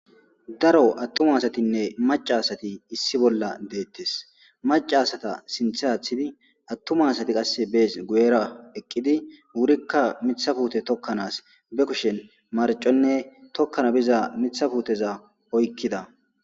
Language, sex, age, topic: Gamo, male, 25-35, agriculture